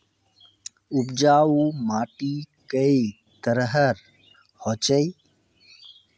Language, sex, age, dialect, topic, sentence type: Magahi, male, 31-35, Northeastern/Surjapuri, agriculture, question